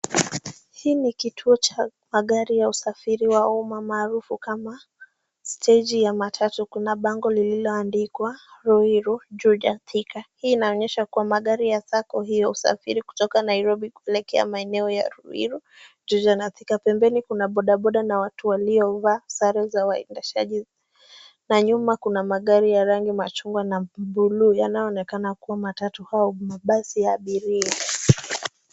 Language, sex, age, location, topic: Swahili, female, 18-24, Nairobi, government